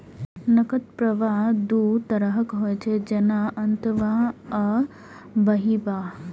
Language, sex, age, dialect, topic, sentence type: Maithili, female, 18-24, Eastern / Thethi, banking, statement